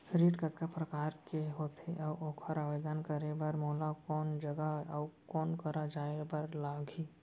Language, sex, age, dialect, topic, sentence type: Chhattisgarhi, female, 25-30, Central, banking, question